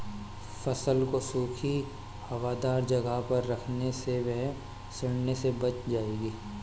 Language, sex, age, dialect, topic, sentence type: Hindi, male, 25-30, Awadhi Bundeli, agriculture, statement